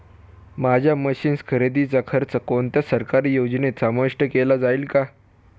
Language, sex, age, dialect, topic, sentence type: Marathi, male, <18, Standard Marathi, agriculture, question